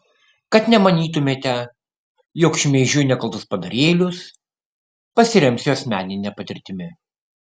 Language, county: Lithuanian, Kaunas